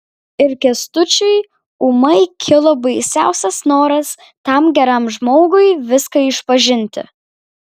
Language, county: Lithuanian, Kaunas